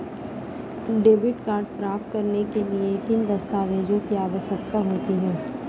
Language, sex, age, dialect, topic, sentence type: Hindi, female, 31-35, Marwari Dhudhari, banking, question